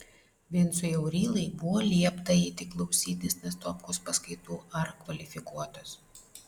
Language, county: Lithuanian, Vilnius